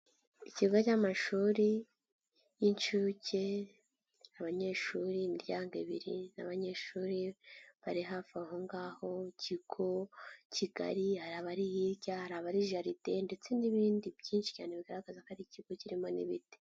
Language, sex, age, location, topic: Kinyarwanda, female, 18-24, Nyagatare, education